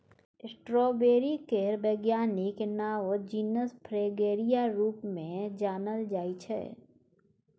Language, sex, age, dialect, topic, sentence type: Maithili, female, 36-40, Bajjika, agriculture, statement